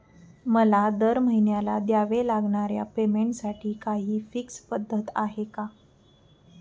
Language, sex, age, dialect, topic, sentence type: Marathi, female, 18-24, Standard Marathi, banking, question